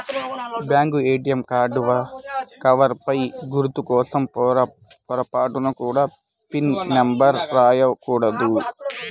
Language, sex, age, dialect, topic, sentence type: Telugu, male, 18-24, Central/Coastal, banking, statement